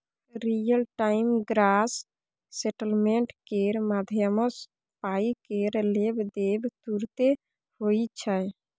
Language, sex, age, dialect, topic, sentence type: Maithili, female, 18-24, Bajjika, banking, statement